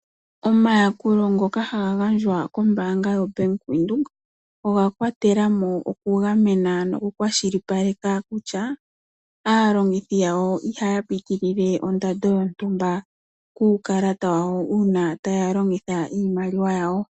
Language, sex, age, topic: Oshiwambo, female, 18-24, finance